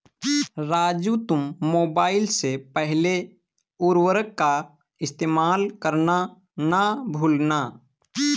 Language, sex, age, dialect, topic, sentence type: Hindi, male, 18-24, Awadhi Bundeli, agriculture, statement